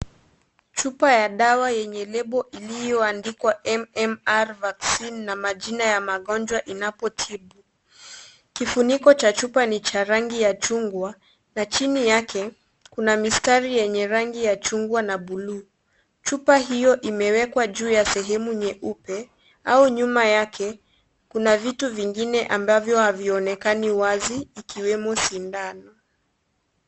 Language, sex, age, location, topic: Swahili, female, 25-35, Kisii, health